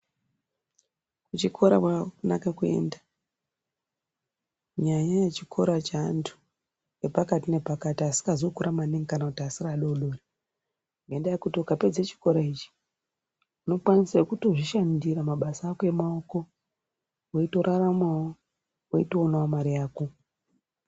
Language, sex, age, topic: Ndau, female, 36-49, education